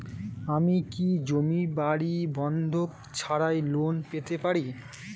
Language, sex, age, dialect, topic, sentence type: Bengali, male, 25-30, Standard Colloquial, banking, question